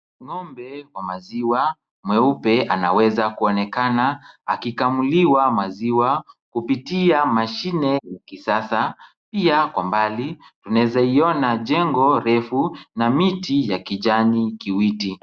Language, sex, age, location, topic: Swahili, male, 50+, Kisumu, agriculture